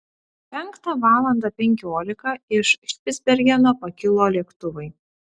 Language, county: Lithuanian, Vilnius